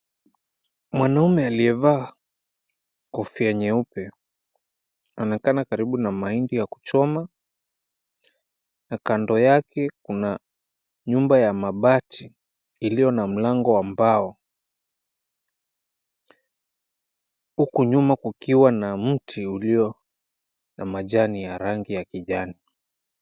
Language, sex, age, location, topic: Swahili, male, 25-35, Mombasa, agriculture